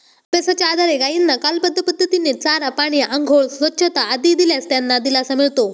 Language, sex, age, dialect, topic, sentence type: Marathi, male, 18-24, Standard Marathi, agriculture, statement